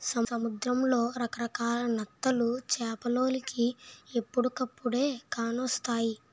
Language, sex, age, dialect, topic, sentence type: Telugu, male, 25-30, Utterandhra, agriculture, statement